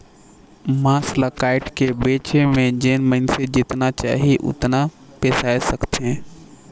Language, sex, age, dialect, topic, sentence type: Chhattisgarhi, male, 18-24, Northern/Bhandar, agriculture, statement